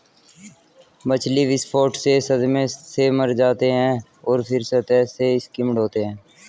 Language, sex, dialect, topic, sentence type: Hindi, male, Hindustani Malvi Khadi Boli, agriculture, statement